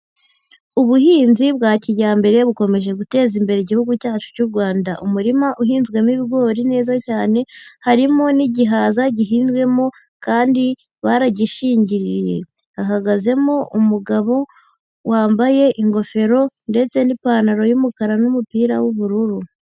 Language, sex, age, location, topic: Kinyarwanda, female, 18-24, Huye, agriculture